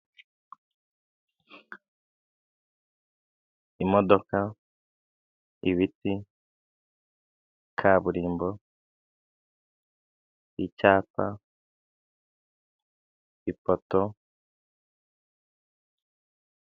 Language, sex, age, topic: Kinyarwanda, male, 25-35, government